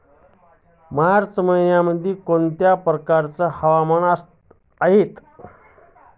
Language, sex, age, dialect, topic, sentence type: Marathi, male, 36-40, Standard Marathi, agriculture, question